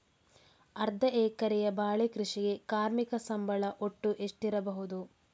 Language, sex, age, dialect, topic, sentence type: Kannada, female, 36-40, Coastal/Dakshin, agriculture, question